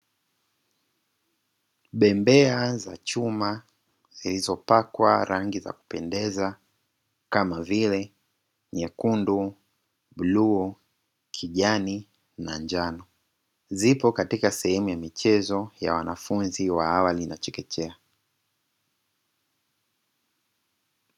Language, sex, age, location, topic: Swahili, female, 25-35, Dar es Salaam, education